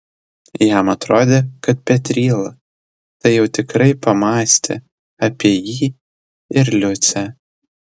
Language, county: Lithuanian, Telšiai